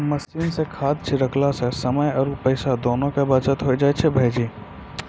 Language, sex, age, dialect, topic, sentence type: Maithili, male, 25-30, Angika, agriculture, statement